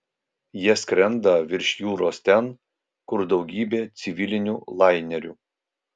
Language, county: Lithuanian, Vilnius